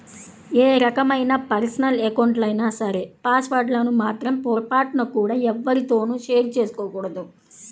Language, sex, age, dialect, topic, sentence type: Telugu, female, 31-35, Central/Coastal, banking, statement